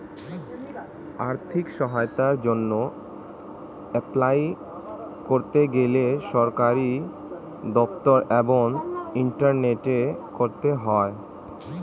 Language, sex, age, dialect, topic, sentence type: Bengali, male, 18-24, Standard Colloquial, agriculture, statement